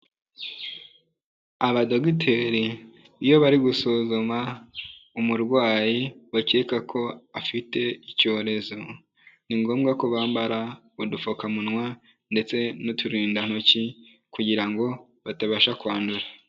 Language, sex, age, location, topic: Kinyarwanda, male, 18-24, Kigali, health